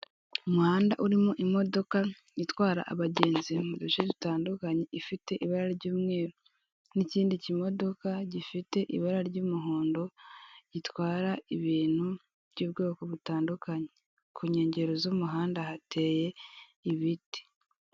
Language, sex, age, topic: Kinyarwanda, female, 18-24, government